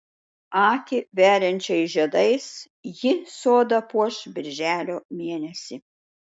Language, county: Lithuanian, Šiauliai